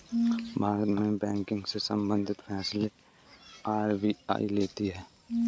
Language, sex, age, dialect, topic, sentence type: Hindi, male, 18-24, Kanauji Braj Bhasha, banking, statement